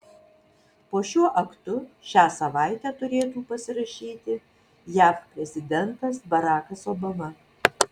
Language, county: Lithuanian, Vilnius